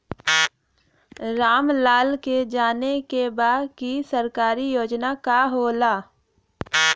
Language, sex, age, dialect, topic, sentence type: Bhojpuri, female, 25-30, Western, banking, question